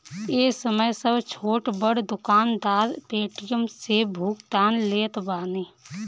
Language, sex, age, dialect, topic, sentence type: Bhojpuri, female, 18-24, Northern, banking, statement